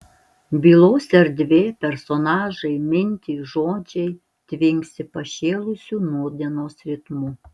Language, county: Lithuanian, Alytus